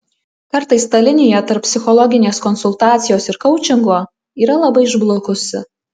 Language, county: Lithuanian, Alytus